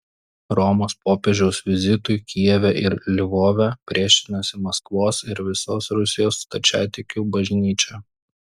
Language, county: Lithuanian, Klaipėda